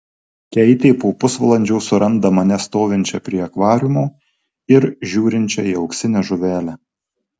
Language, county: Lithuanian, Marijampolė